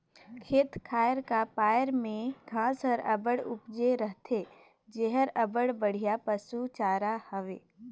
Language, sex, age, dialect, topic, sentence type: Chhattisgarhi, female, 18-24, Northern/Bhandar, agriculture, statement